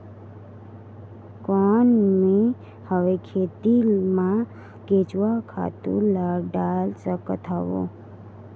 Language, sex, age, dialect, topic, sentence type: Chhattisgarhi, female, 18-24, Northern/Bhandar, agriculture, question